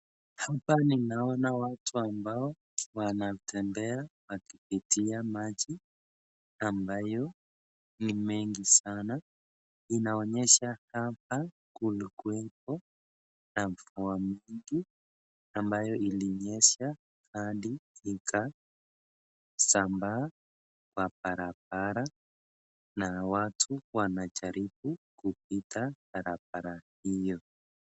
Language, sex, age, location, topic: Swahili, male, 25-35, Nakuru, health